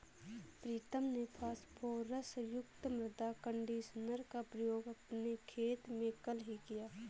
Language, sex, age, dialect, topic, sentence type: Hindi, female, 18-24, Awadhi Bundeli, agriculture, statement